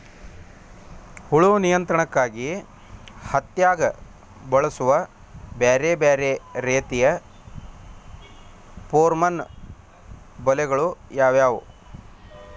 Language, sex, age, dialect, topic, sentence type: Kannada, male, 41-45, Dharwad Kannada, agriculture, question